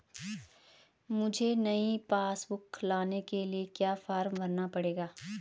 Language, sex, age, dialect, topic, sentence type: Hindi, female, 25-30, Garhwali, banking, question